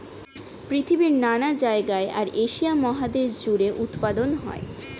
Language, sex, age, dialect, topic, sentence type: Bengali, female, 41-45, Standard Colloquial, agriculture, statement